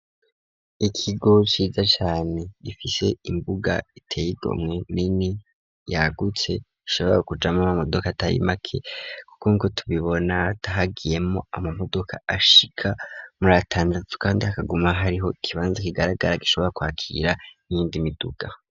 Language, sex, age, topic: Rundi, male, 25-35, education